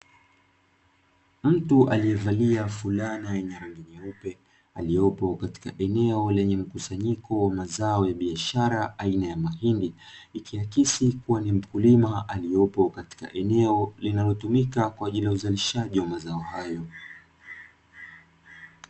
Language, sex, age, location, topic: Swahili, male, 25-35, Dar es Salaam, agriculture